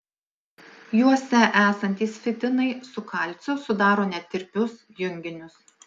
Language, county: Lithuanian, Alytus